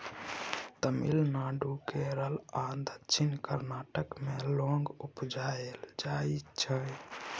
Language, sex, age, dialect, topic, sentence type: Maithili, male, 18-24, Bajjika, agriculture, statement